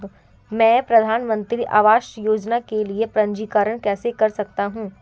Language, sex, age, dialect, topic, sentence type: Hindi, female, 18-24, Marwari Dhudhari, banking, question